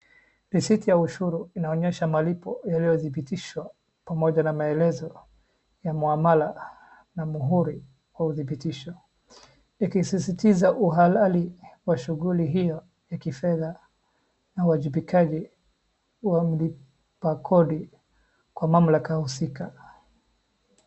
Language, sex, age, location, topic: Swahili, male, 25-35, Wajir, finance